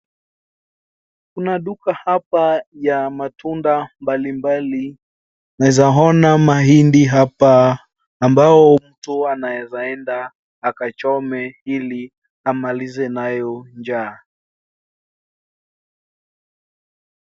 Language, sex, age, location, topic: Swahili, male, 18-24, Wajir, finance